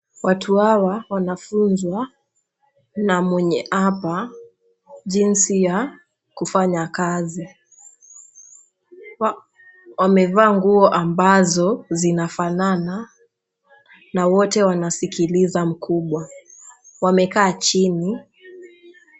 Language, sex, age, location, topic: Swahili, female, 18-24, Nakuru, government